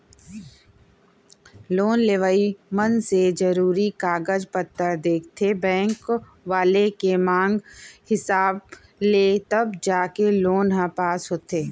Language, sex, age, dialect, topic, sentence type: Chhattisgarhi, female, 36-40, Central, banking, statement